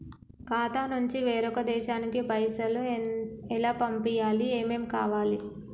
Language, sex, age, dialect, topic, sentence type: Telugu, female, 18-24, Telangana, banking, question